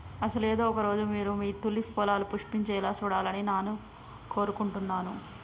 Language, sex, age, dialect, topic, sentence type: Telugu, female, 25-30, Telangana, agriculture, statement